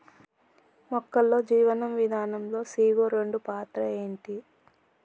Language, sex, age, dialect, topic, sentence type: Telugu, male, 31-35, Telangana, agriculture, question